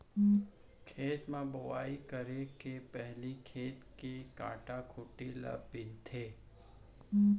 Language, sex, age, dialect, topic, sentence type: Chhattisgarhi, male, 41-45, Central, agriculture, statement